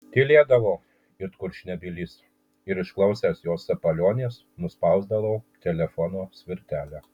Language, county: Lithuanian, Kaunas